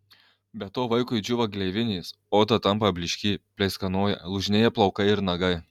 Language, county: Lithuanian, Kaunas